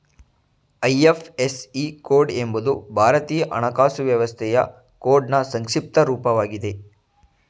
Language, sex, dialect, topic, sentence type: Kannada, male, Mysore Kannada, banking, statement